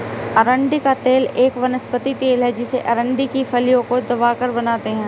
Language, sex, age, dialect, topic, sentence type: Hindi, female, 25-30, Hindustani Malvi Khadi Boli, agriculture, statement